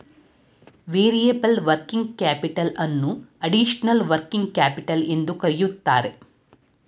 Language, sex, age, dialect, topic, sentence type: Kannada, female, 46-50, Mysore Kannada, banking, statement